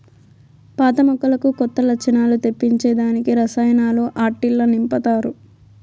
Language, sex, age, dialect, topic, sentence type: Telugu, female, 18-24, Southern, agriculture, statement